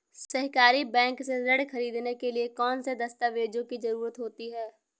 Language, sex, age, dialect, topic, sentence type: Hindi, female, 18-24, Awadhi Bundeli, banking, question